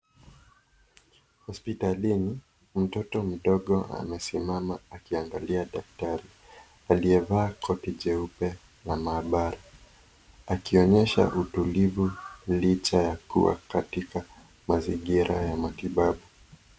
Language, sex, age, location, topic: Swahili, male, 18-24, Kisii, health